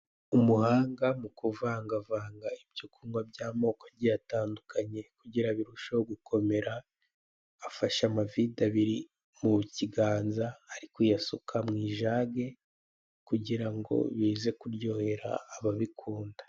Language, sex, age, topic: Kinyarwanda, male, 18-24, finance